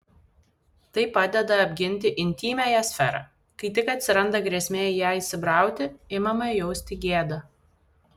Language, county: Lithuanian, Vilnius